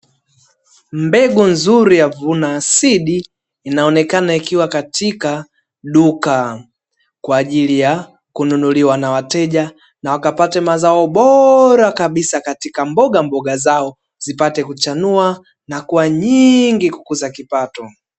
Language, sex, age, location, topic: Swahili, male, 18-24, Dar es Salaam, agriculture